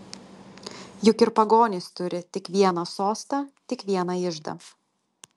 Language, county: Lithuanian, Telšiai